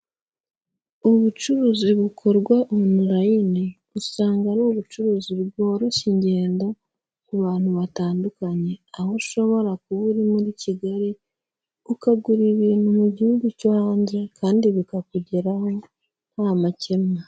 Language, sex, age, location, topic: Kinyarwanda, female, 25-35, Huye, finance